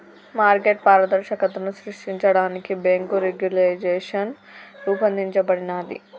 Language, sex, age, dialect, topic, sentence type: Telugu, female, 25-30, Telangana, banking, statement